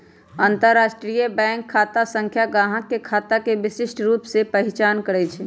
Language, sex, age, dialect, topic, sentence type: Magahi, female, 31-35, Western, banking, statement